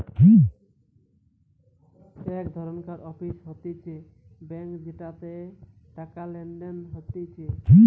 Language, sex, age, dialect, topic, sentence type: Bengali, male, 18-24, Western, banking, statement